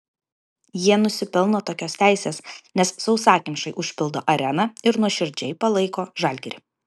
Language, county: Lithuanian, Vilnius